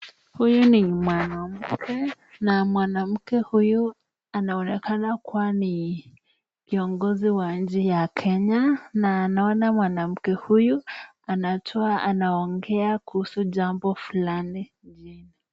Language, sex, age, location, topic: Swahili, female, 18-24, Nakuru, government